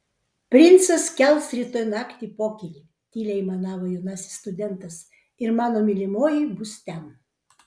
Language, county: Lithuanian, Vilnius